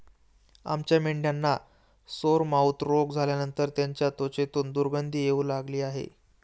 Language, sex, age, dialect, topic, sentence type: Marathi, male, 18-24, Standard Marathi, agriculture, statement